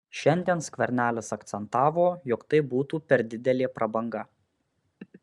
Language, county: Lithuanian, Alytus